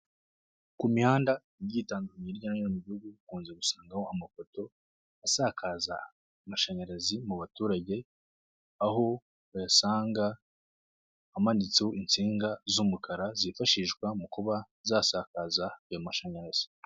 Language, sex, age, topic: Kinyarwanda, male, 25-35, government